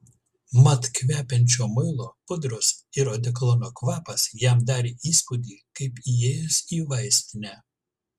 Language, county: Lithuanian, Kaunas